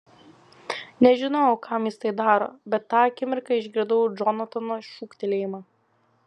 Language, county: Lithuanian, Vilnius